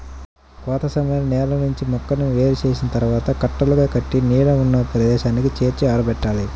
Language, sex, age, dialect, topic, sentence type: Telugu, male, 31-35, Central/Coastal, agriculture, statement